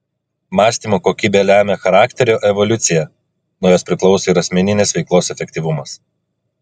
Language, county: Lithuanian, Klaipėda